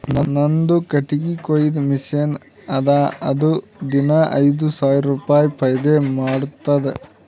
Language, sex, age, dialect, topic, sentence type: Kannada, male, 18-24, Northeastern, banking, statement